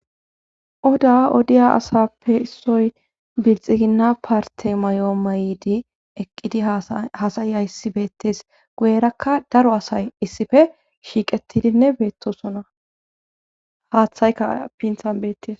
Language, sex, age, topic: Gamo, female, 25-35, government